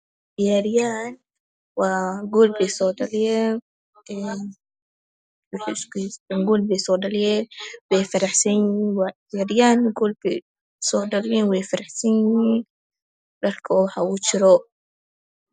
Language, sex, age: Somali, male, 18-24